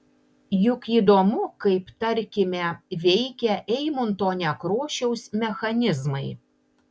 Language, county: Lithuanian, Panevėžys